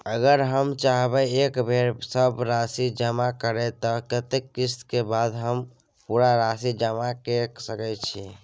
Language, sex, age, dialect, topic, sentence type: Maithili, male, 31-35, Bajjika, banking, question